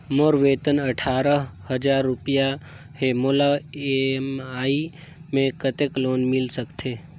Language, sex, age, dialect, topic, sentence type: Chhattisgarhi, male, 18-24, Northern/Bhandar, banking, question